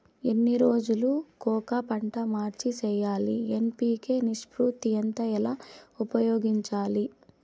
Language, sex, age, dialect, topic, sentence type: Telugu, female, 18-24, Southern, agriculture, question